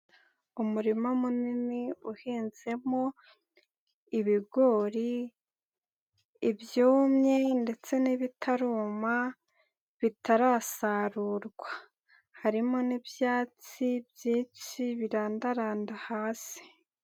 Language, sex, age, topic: Kinyarwanda, female, 18-24, agriculture